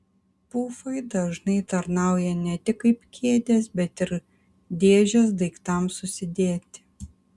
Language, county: Lithuanian, Kaunas